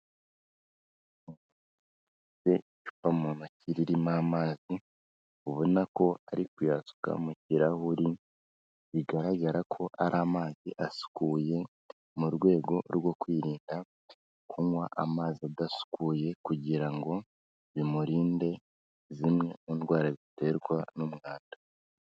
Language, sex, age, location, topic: Kinyarwanda, female, 25-35, Kigali, health